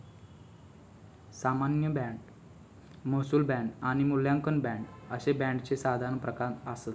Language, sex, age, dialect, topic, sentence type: Marathi, male, 18-24, Southern Konkan, banking, statement